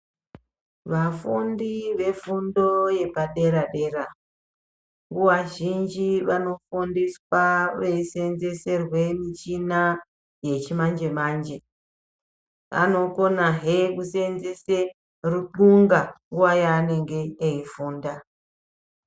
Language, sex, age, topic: Ndau, male, 25-35, education